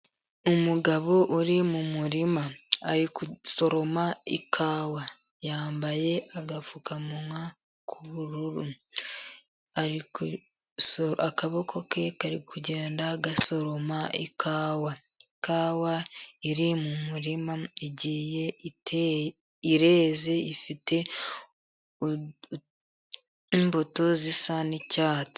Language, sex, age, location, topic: Kinyarwanda, female, 50+, Musanze, agriculture